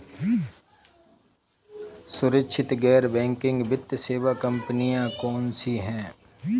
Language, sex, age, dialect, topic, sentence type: Hindi, male, 31-35, Marwari Dhudhari, banking, question